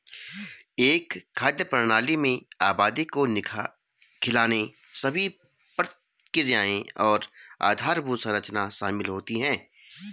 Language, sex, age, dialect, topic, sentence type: Hindi, male, 31-35, Garhwali, agriculture, statement